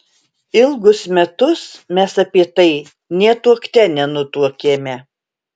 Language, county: Lithuanian, Alytus